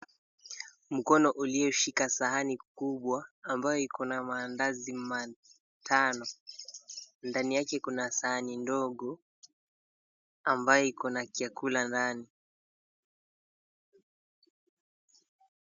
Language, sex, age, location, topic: Swahili, male, 18-24, Mombasa, agriculture